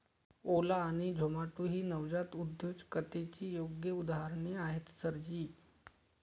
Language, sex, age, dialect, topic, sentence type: Marathi, male, 31-35, Varhadi, banking, statement